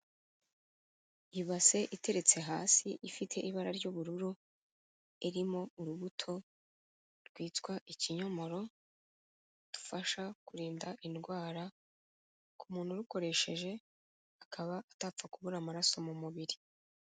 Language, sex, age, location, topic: Kinyarwanda, female, 36-49, Kigali, agriculture